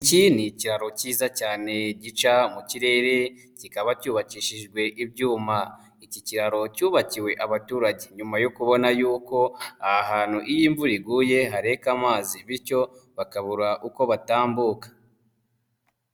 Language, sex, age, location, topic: Kinyarwanda, male, 18-24, Nyagatare, government